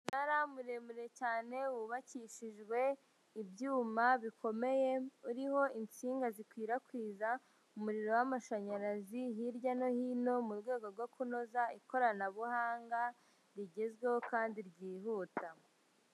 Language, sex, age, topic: Kinyarwanda, female, 50+, government